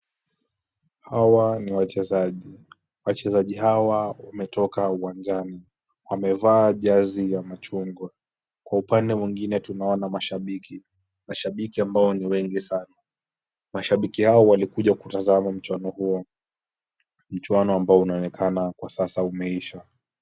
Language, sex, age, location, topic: Swahili, male, 18-24, Kisumu, government